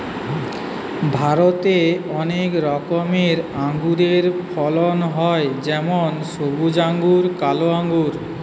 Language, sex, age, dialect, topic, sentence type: Bengali, male, 46-50, Western, agriculture, statement